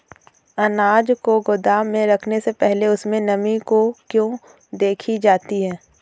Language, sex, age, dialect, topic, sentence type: Hindi, female, 18-24, Awadhi Bundeli, agriculture, question